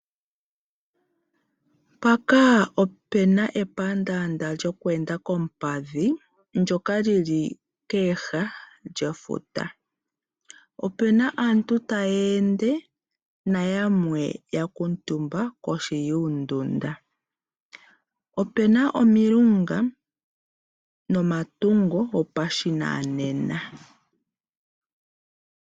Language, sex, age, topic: Oshiwambo, female, 25-35, agriculture